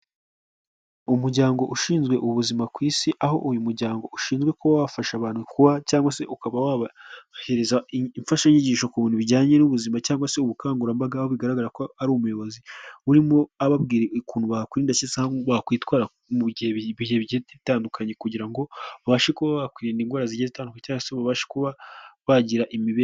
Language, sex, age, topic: Kinyarwanda, male, 18-24, health